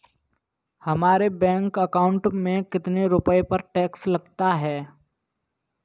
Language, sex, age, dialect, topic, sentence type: Hindi, male, 18-24, Kanauji Braj Bhasha, banking, question